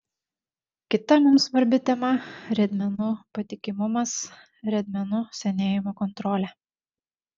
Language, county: Lithuanian, Šiauliai